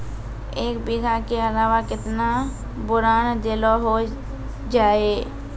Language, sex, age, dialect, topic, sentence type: Maithili, female, 46-50, Angika, agriculture, question